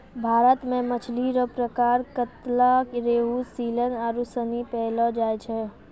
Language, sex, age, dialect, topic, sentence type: Maithili, female, 46-50, Angika, agriculture, statement